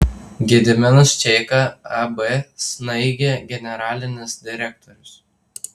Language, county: Lithuanian, Tauragė